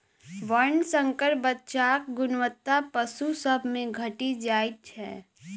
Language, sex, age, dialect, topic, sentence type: Maithili, female, 18-24, Southern/Standard, agriculture, statement